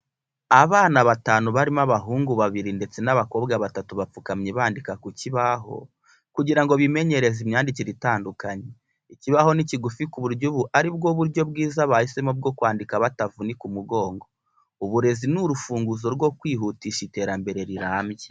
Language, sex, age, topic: Kinyarwanda, male, 25-35, education